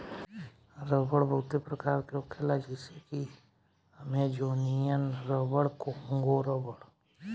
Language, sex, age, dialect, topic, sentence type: Bhojpuri, male, 18-24, Southern / Standard, agriculture, statement